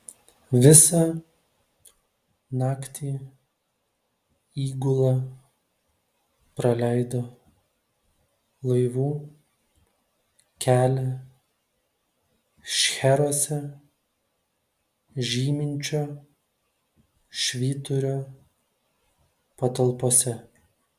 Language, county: Lithuanian, Telšiai